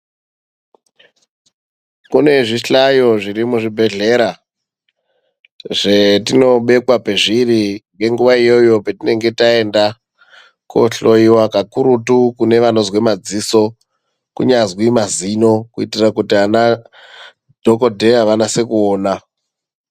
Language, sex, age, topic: Ndau, female, 18-24, health